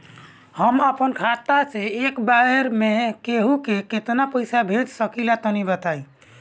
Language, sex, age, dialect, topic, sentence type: Bhojpuri, male, 25-30, Northern, banking, question